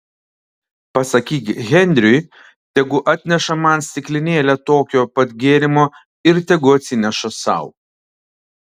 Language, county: Lithuanian, Alytus